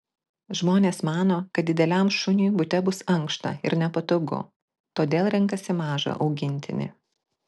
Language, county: Lithuanian, Klaipėda